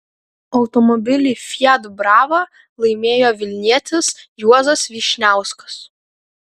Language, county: Lithuanian, Kaunas